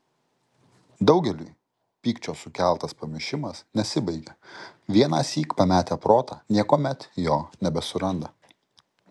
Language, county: Lithuanian, Kaunas